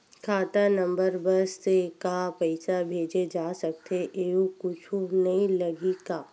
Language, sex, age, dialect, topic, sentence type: Chhattisgarhi, female, 51-55, Western/Budati/Khatahi, banking, question